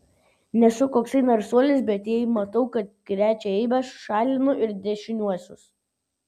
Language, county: Lithuanian, Vilnius